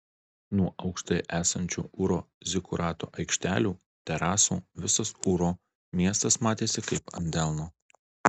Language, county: Lithuanian, Alytus